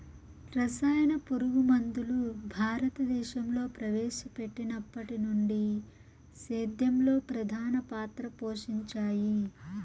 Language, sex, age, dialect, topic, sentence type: Telugu, male, 36-40, Southern, agriculture, statement